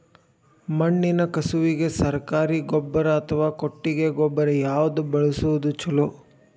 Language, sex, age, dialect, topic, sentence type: Kannada, male, 18-24, Dharwad Kannada, agriculture, question